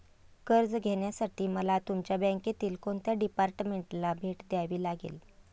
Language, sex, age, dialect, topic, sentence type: Marathi, female, 31-35, Standard Marathi, banking, question